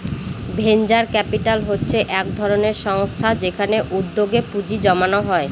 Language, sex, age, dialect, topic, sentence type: Bengali, female, 31-35, Northern/Varendri, banking, statement